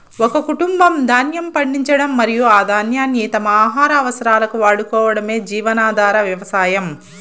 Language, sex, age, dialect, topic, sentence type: Telugu, female, 25-30, Southern, agriculture, statement